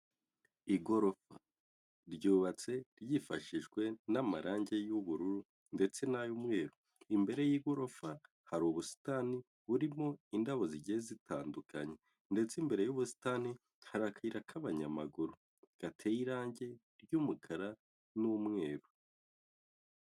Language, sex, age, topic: Kinyarwanda, male, 18-24, finance